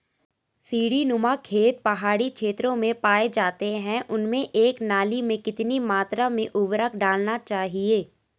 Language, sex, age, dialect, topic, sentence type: Hindi, female, 18-24, Garhwali, agriculture, question